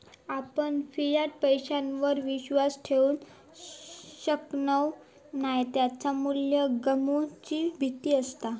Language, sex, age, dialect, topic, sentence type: Marathi, female, 25-30, Southern Konkan, banking, statement